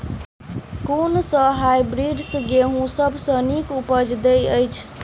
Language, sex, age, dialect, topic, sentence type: Maithili, female, 25-30, Southern/Standard, agriculture, question